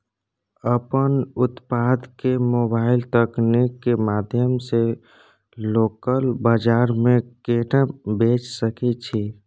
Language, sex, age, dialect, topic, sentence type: Maithili, male, 18-24, Bajjika, agriculture, question